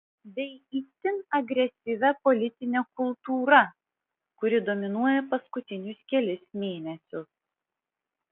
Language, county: Lithuanian, Vilnius